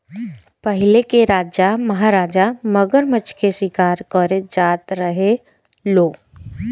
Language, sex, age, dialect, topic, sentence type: Bhojpuri, female, 18-24, Southern / Standard, agriculture, statement